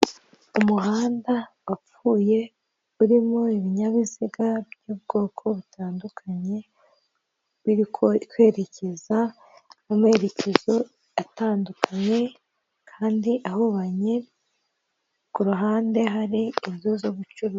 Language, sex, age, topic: Kinyarwanda, female, 18-24, government